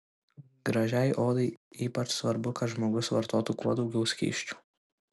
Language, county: Lithuanian, Kaunas